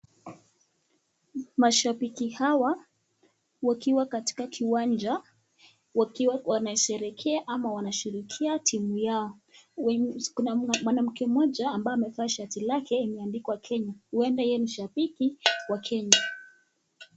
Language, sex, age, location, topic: Swahili, female, 25-35, Nakuru, government